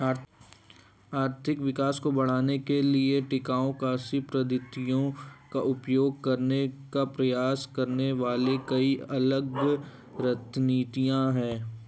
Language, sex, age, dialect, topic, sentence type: Hindi, male, 18-24, Hindustani Malvi Khadi Boli, agriculture, statement